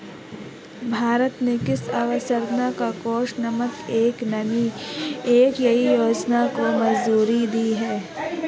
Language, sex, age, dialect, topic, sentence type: Hindi, female, 18-24, Marwari Dhudhari, agriculture, statement